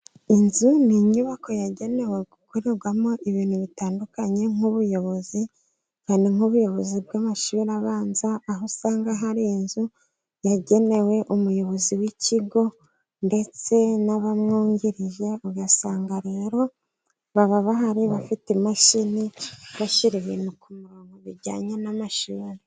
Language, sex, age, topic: Kinyarwanda, female, 25-35, education